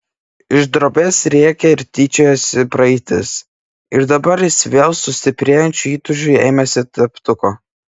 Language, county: Lithuanian, Klaipėda